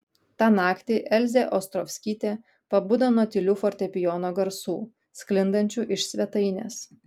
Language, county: Lithuanian, Kaunas